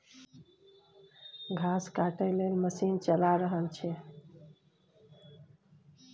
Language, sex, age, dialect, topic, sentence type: Maithili, female, 51-55, Bajjika, agriculture, statement